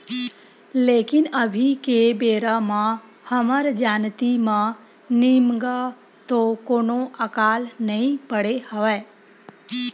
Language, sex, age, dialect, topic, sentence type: Chhattisgarhi, female, 25-30, Western/Budati/Khatahi, agriculture, statement